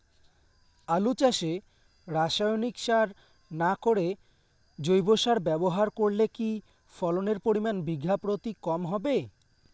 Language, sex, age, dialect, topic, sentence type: Bengali, male, <18, Rajbangshi, agriculture, question